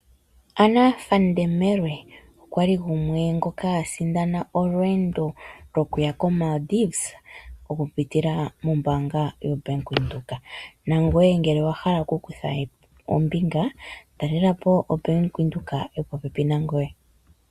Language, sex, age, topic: Oshiwambo, female, 25-35, finance